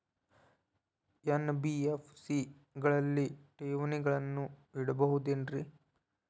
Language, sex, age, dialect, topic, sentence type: Kannada, male, 18-24, Dharwad Kannada, banking, question